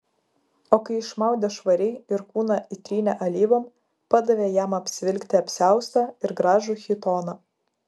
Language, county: Lithuanian, Vilnius